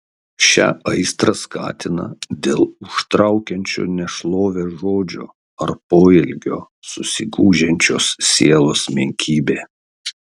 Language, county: Lithuanian, Kaunas